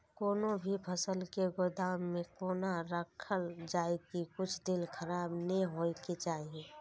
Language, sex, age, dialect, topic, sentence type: Maithili, female, 18-24, Eastern / Thethi, agriculture, question